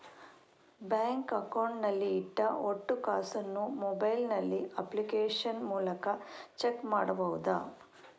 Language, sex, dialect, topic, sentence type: Kannada, female, Coastal/Dakshin, banking, question